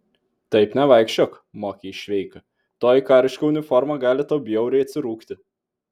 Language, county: Lithuanian, Vilnius